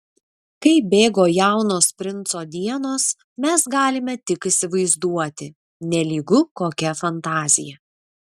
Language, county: Lithuanian, Vilnius